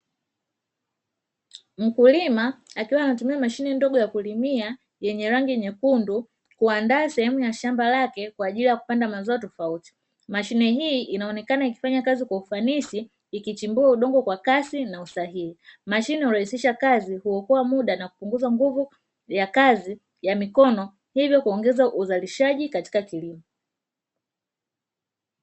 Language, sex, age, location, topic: Swahili, female, 25-35, Dar es Salaam, agriculture